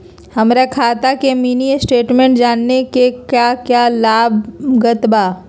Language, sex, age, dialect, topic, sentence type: Magahi, female, 46-50, Southern, banking, question